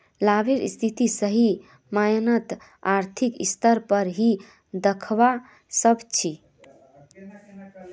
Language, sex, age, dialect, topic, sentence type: Magahi, female, 18-24, Northeastern/Surjapuri, banking, statement